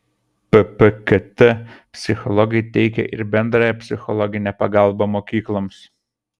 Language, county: Lithuanian, Kaunas